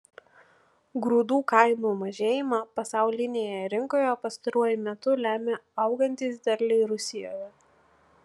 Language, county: Lithuanian, Panevėžys